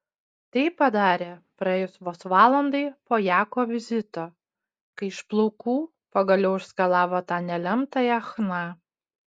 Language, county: Lithuanian, Utena